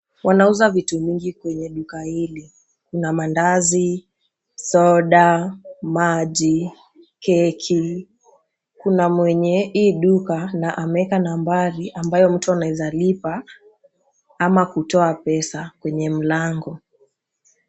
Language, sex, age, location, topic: Swahili, female, 18-24, Nakuru, finance